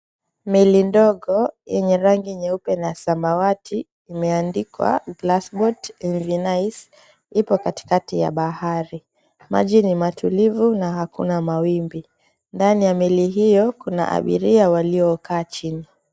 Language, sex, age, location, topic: Swahili, female, 25-35, Mombasa, government